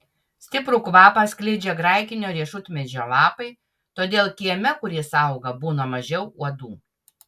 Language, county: Lithuanian, Utena